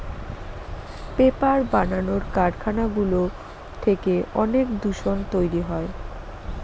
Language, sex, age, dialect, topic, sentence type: Bengali, female, 25-30, Northern/Varendri, agriculture, statement